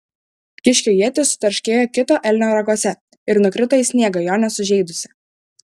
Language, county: Lithuanian, Šiauliai